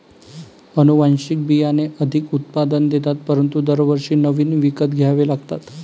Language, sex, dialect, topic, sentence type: Marathi, male, Varhadi, agriculture, statement